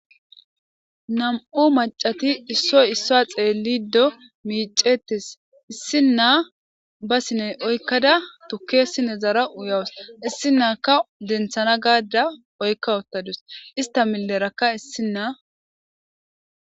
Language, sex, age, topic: Gamo, female, 18-24, government